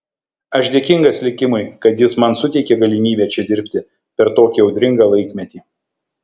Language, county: Lithuanian, Kaunas